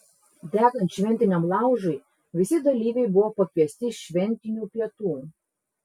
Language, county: Lithuanian, Klaipėda